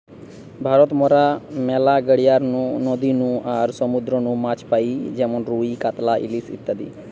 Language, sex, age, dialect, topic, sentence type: Bengali, male, 25-30, Western, agriculture, statement